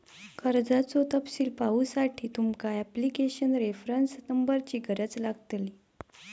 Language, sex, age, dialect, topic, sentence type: Marathi, female, 18-24, Southern Konkan, banking, statement